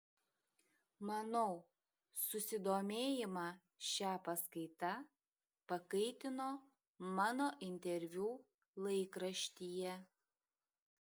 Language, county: Lithuanian, Šiauliai